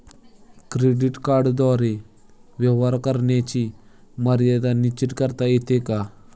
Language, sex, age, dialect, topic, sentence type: Marathi, male, 18-24, Standard Marathi, banking, question